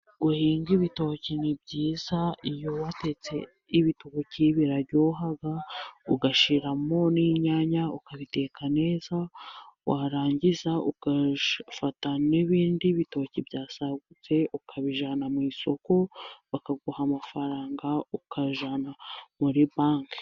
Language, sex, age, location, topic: Kinyarwanda, female, 18-24, Musanze, agriculture